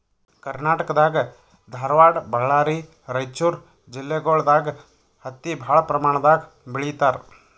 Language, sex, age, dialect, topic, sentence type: Kannada, male, 31-35, Northeastern, agriculture, statement